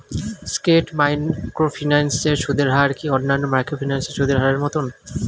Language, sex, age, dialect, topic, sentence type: Bengali, male, 25-30, Standard Colloquial, banking, question